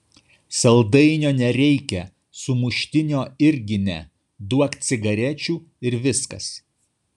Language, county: Lithuanian, Kaunas